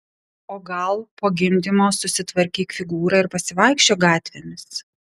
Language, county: Lithuanian, Vilnius